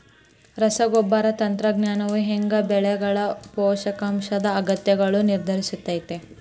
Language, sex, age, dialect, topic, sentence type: Kannada, female, 18-24, Dharwad Kannada, agriculture, question